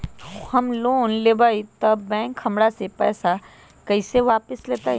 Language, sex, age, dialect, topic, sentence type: Magahi, male, 18-24, Western, banking, question